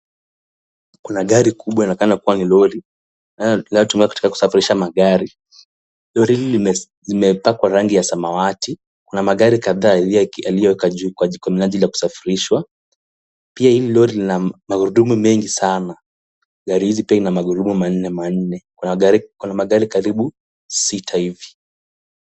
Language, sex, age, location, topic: Swahili, male, 18-24, Kisumu, finance